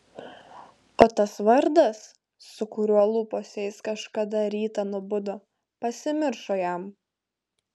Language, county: Lithuanian, Klaipėda